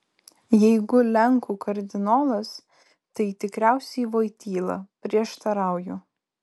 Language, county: Lithuanian, Vilnius